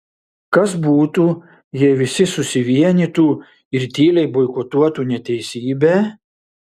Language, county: Lithuanian, Šiauliai